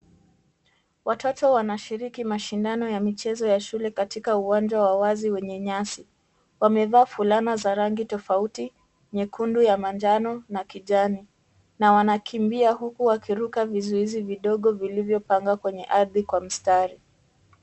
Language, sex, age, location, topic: Swahili, female, 18-24, Nairobi, education